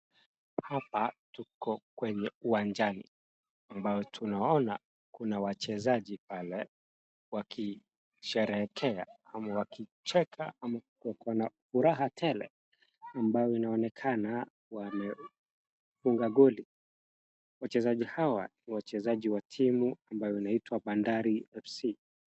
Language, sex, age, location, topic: Swahili, male, 25-35, Wajir, government